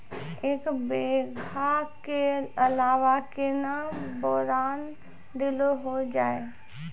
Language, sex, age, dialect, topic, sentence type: Maithili, female, 25-30, Angika, agriculture, question